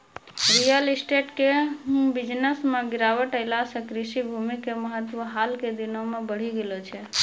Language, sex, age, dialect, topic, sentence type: Maithili, female, 25-30, Angika, agriculture, statement